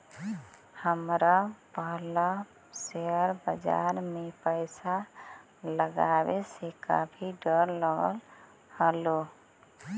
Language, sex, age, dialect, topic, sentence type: Magahi, female, 60-100, Central/Standard, banking, statement